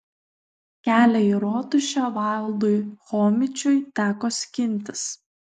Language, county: Lithuanian, Kaunas